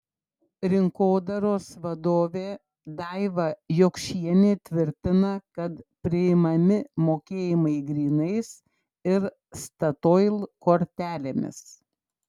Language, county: Lithuanian, Klaipėda